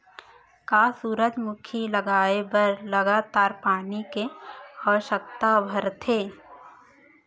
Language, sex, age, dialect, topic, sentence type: Chhattisgarhi, female, 25-30, Central, agriculture, question